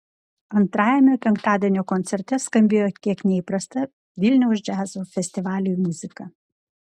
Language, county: Lithuanian, Klaipėda